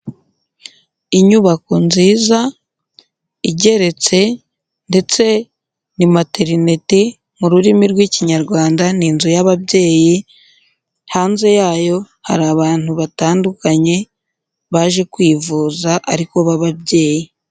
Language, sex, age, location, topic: Kinyarwanda, female, 18-24, Huye, health